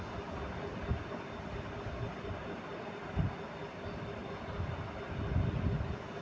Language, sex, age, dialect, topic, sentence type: Maithili, male, 60-100, Angika, agriculture, statement